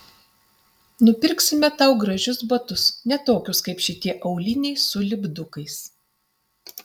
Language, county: Lithuanian, Utena